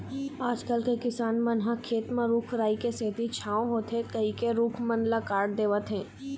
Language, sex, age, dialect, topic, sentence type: Chhattisgarhi, female, 18-24, Eastern, agriculture, statement